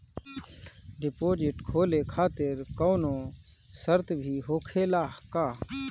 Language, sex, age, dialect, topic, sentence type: Bhojpuri, male, 31-35, Northern, banking, question